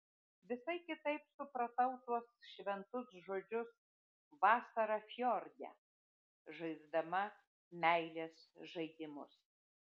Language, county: Lithuanian, Vilnius